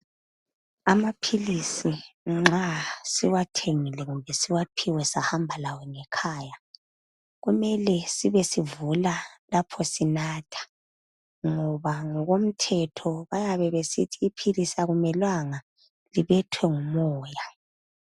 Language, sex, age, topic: North Ndebele, female, 25-35, health